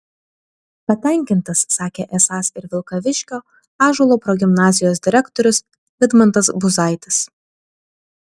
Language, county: Lithuanian, Vilnius